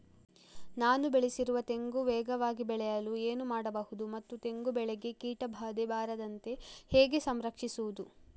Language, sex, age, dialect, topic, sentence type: Kannada, female, 56-60, Coastal/Dakshin, agriculture, question